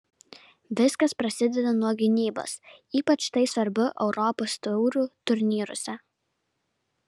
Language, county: Lithuanian, Vilnius